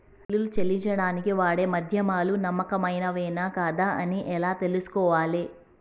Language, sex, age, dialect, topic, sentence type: Telugu, female, 36-40, Telangana, banking, question